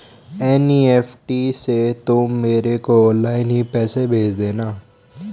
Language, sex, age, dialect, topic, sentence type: Hindi, male, 18-24, Hindustani Malvi Khadi Boli, banking, statement